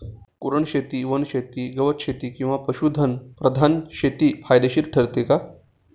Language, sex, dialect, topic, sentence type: Marathi, male, Standard Marathi, agriculture, question